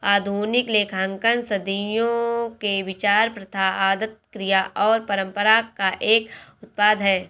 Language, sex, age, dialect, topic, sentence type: Hindi, female, 18-24, Awadhi Bundeli, banking, statement